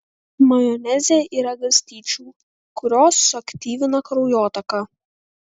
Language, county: Lithuanian, Kaunas